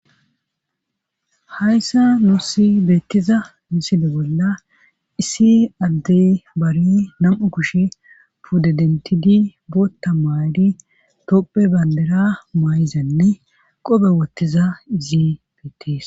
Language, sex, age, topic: Gamo, female, 18-24, government